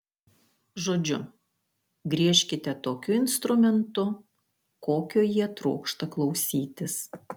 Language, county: Lithuanian, Kaunas